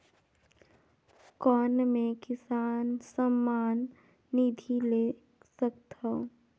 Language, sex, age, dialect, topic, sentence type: Chhattisgarhi, female, 25-30, Northern/Bhandar, banking, question